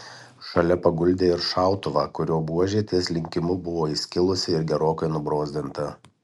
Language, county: Lithuanian, Marijampolė